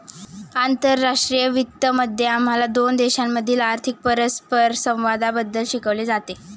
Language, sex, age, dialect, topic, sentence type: Marathi, female, 18-24, Standard Marathi, banking, statement